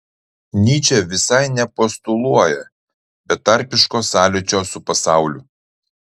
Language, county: Lithuanian, Utena